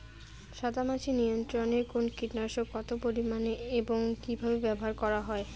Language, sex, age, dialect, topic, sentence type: Bengali, female, 31-35, Rajbangshi, agriculture, question